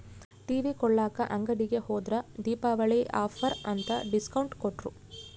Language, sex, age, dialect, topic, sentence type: Kannada, female, 31-35, Central, banking, statement